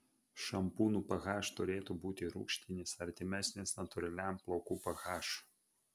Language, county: Lithuanian, Vilnius